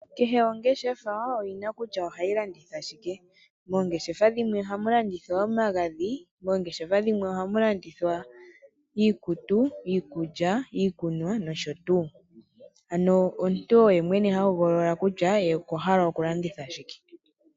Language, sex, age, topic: Oshiwambo, male, 25-35, finance